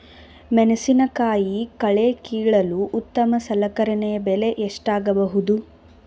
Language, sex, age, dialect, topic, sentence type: Kannada, female, 18-24, Mysore Kannada, agriculture, question